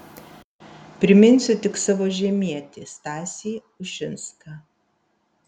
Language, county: Lithuanian, Vilnius